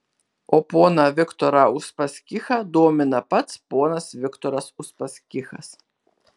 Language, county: Lithuanian, Kaunas